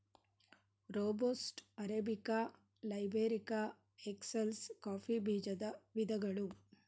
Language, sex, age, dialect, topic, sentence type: Kannada, female, 41-45, Mysore Kannada, agriculture, statement